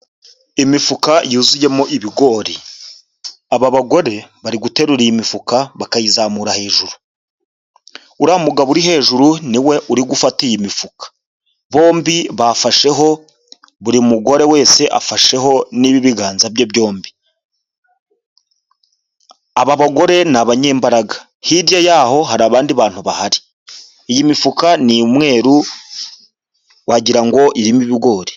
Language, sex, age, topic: Kinyarwanda, male, 25-35, health